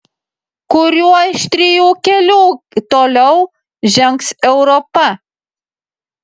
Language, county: Lithuanian, Utena